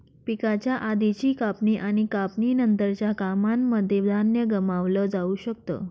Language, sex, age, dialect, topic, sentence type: Marathi, female, 25-30, Northern Konkan, agriculture, statement